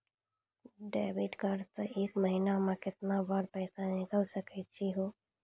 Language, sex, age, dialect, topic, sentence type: Maithili, female, 25-30, Angika, banking, question